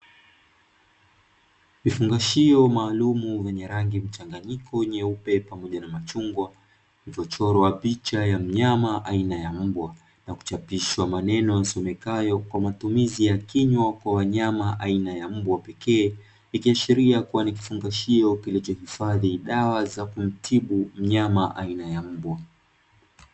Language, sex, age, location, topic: Swahili, male, 25-35, Dar es Salaam, agriculture